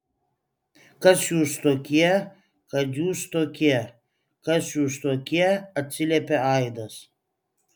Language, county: Lithuanian, Klaipėda